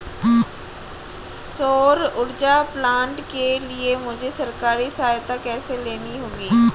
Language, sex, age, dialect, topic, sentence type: Hindi, female, 18-24, Marwari Dhudhari, agriculture, question